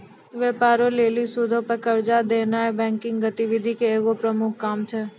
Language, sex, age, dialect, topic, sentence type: Maithili, female, 60-100, Angika, banking, statement